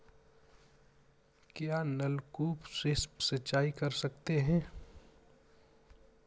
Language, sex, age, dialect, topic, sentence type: Hindi, male, 60-100, Kanauji Braj Bhasha, agriculture, question